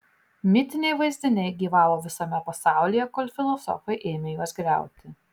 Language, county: Lithuanian, Marijampolė